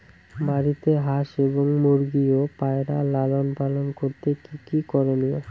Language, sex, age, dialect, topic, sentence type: Bengali, male, 18-24, Rajbangshi, agriculture, question